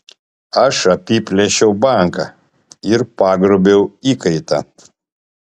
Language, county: Lithuanian, Panevėžys